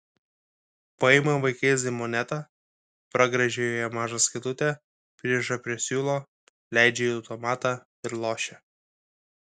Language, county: Lithuanian, Kaunas